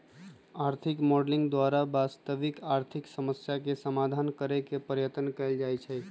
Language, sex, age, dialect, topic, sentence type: Magahi, male, 25-30, Western, banking, statement